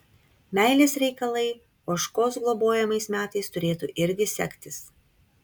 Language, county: Lithuanian, Kaunas